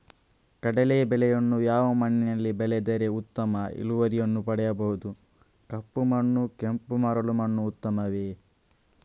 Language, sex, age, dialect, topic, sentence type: Kannada, male, 31-35, Coastal/Dakshin, agriculture, question